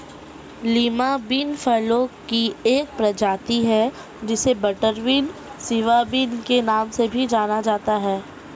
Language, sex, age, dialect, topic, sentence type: Hindi, female, 18-24, Marwari Dhudhari, agriculture, statement